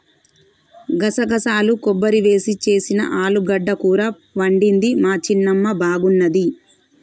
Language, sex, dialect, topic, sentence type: Telugu, female, Telangana, agriculture, statement